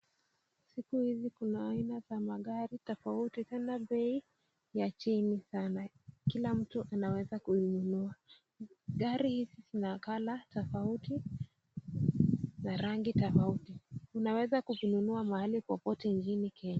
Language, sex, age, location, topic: Swahili, female, 18-24, Nakuru, finance